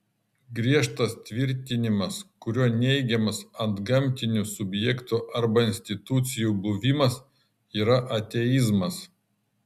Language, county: Lithuanian, Kaunas